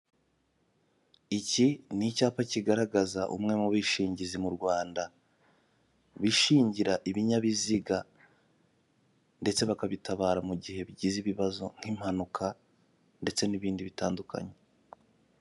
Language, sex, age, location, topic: Kinyarwanda, male, 18-24, Kigali, finance